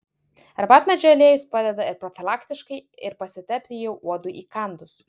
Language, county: Lithuanian, Vilnius